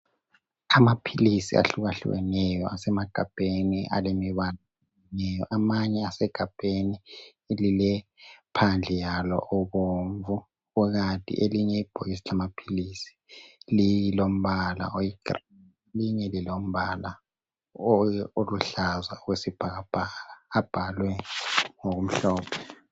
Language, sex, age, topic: North Ndebele, male, 18-24, health